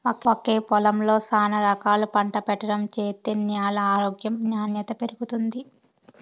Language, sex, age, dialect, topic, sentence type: Telugu, female, 18-24, Southern, agriculture, statement